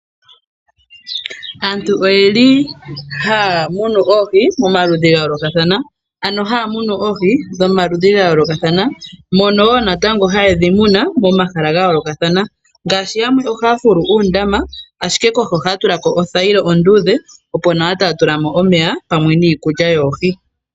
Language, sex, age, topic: Oshiwambo, female, 18-24, agriculture